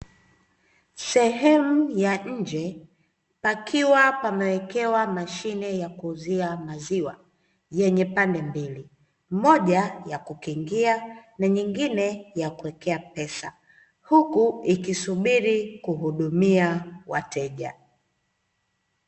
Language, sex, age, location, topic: Swahili, female, 25-35, Dar es Salaam, finance